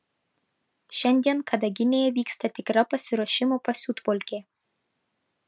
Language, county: Lithuanian, Vilnius